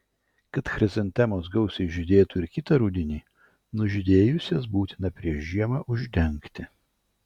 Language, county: Lithuanian, Vilnius